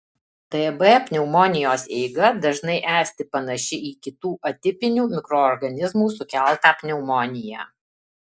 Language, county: Lithuanian, Alytus